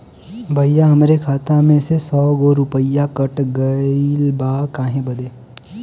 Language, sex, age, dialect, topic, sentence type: Bhojpuri, male, 18-24, Western, banking, question